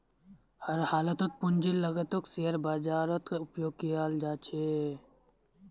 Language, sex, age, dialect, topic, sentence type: Magahi, male, 18-24, Northeastern/Surjapuri, banking, statement